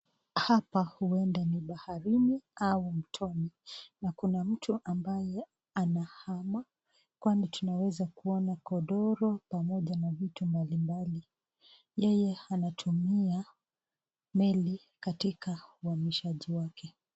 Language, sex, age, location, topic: Swahili, female, 36-49, Nakuru, health